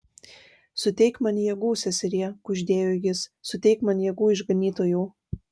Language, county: Lithuanian, Vilnius